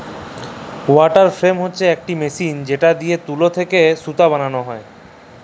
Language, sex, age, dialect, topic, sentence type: Bengali, male, 25-30, Jharkhandi, agriculture, statement